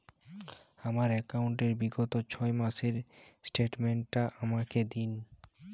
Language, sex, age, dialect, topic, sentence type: Bengali, male, 18-24, Jharkhandi, banking, question